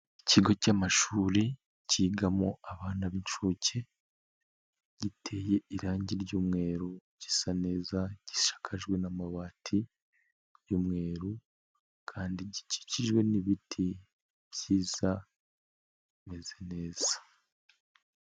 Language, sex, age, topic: Kinyarwanda, male, 25-35, education